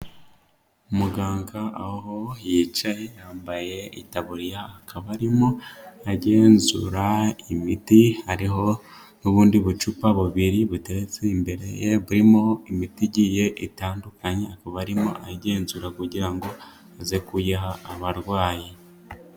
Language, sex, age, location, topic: Kinyarwanda, male, 18-24, Kigali, health